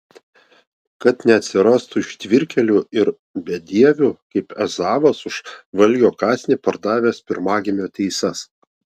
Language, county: Lithuanian, Vilnius